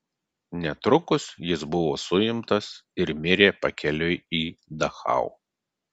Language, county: Lithuanian, Klaipėda